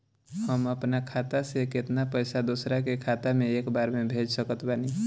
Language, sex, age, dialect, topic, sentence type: Bhojpuri, male, 18-24, Southern / Standard, banking, question